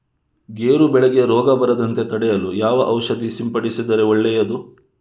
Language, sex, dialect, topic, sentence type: Kannada, male, Coastal/Dakshin, agriculture, question